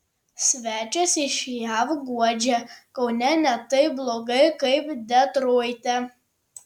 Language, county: Lithuanian, Tauragė